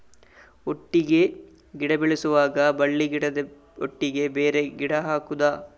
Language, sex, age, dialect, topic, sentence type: Kannada, male, 18-24, Coastal/Dakshin, agriculture, question